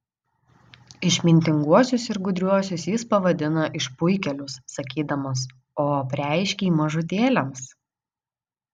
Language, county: Lithuanian, Vilnius